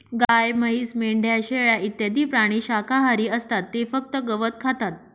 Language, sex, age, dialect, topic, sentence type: Marathi, female, 31-35, Northern Konkan, agriculture, statement